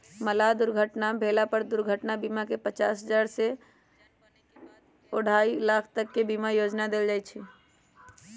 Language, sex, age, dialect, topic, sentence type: Magahi, male, 18-24, Western, agriculture, statement